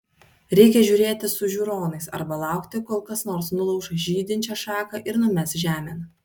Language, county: Lithuanian, Vilnius